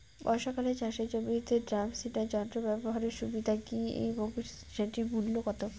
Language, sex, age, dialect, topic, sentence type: Bengali, female, 18-24, Rajbangshi, agriculture, question